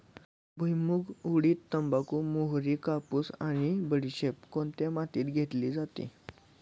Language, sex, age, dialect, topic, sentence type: Marathi, male, 18-24, Standard Marathi, agriculture, question